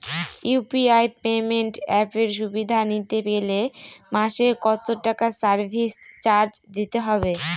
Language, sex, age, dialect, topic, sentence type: Bengali, female, 36-40, Northern/Varendri, banking, question